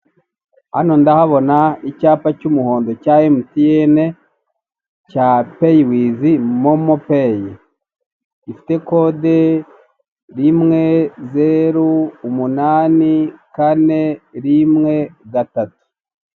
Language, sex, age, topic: Kinyarwanda, male, 36-49, finance